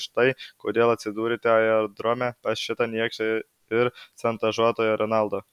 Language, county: Lithuanian, Alytus